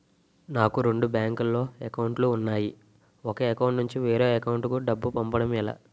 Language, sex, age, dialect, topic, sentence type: Telugu, male, 18-24, Utterandhra, banking, question